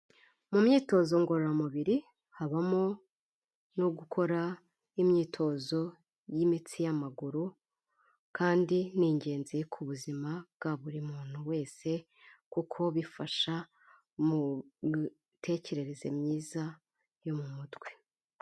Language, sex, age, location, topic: Kinyarwanda, female, 25-35, Kigali, health